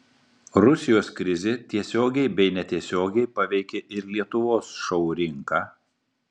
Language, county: Lithuanian, Marijampolė